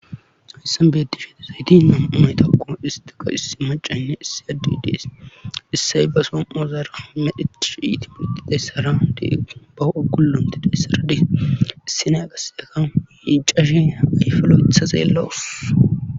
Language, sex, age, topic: Gamo, male, 18-24, government